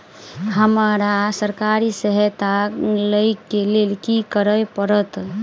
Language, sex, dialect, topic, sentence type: Maithili, female, Southern/Standard, banking, question